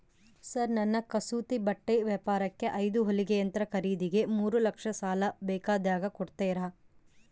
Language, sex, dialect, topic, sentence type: Kannada, female, Central, banking, question